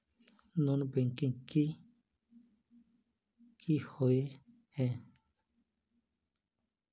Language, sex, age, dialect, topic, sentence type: Magahi, male, 31-35, Northeastern/Surjapuri, banking, question